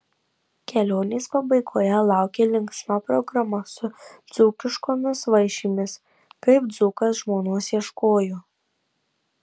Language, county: Lithuanian, Marijampolė